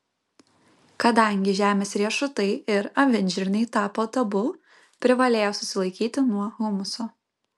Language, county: Lithuanian, Kaunas